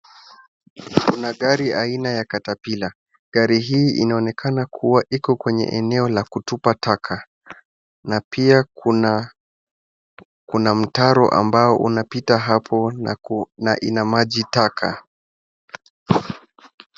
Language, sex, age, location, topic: Swahili, male, 18-24, Wajir, government